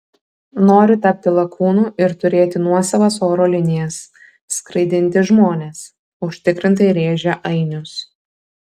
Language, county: Lithuanian, Kaunas